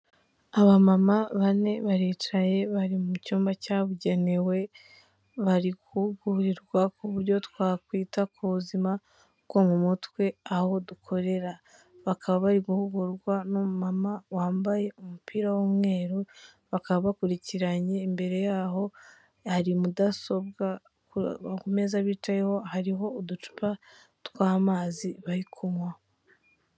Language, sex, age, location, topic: Kinyarwanda, female, 25-35, Kigali, health